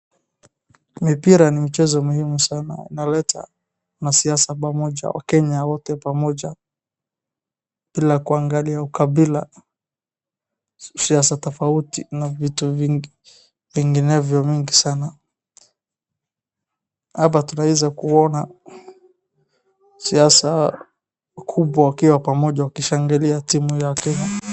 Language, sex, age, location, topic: Swahili, male, 25-35, Wajir, government